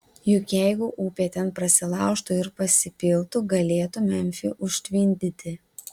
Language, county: Lithuanian, Vilnius